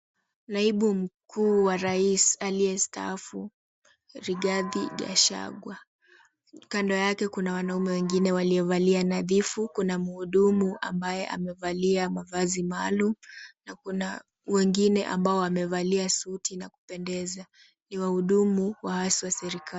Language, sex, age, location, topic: Swahili, female, 18-24, Kisumu, government